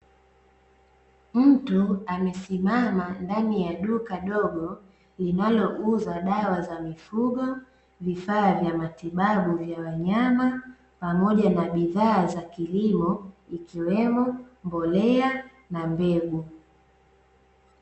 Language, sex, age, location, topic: Swahili, female, 25-35, Dar es Salaam, agriculture